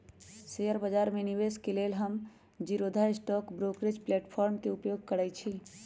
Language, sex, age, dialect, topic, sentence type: Magahi, male, 18-24, Western, banking, statement